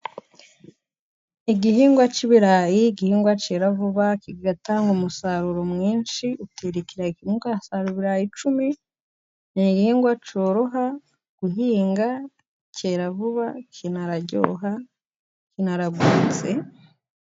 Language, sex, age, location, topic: Kinyarwanda, female, 18-24, Musanze, agriculture